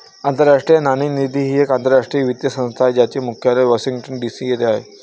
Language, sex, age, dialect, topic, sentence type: Marathi, male, 18-24, Varhadi, banking, statement